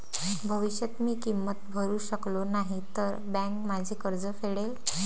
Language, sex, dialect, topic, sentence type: Marathi, female, Varhadi, banking, statement